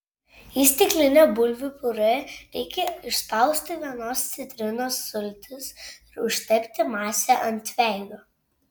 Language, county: Lithuanian, Šiauliai